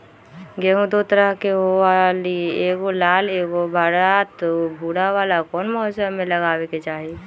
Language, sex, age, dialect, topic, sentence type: Magahi, female, 18-24, Western, agriculture, question